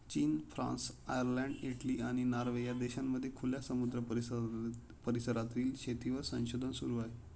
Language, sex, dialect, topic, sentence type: Marathi, male, Standard Marathi, agriculture, statement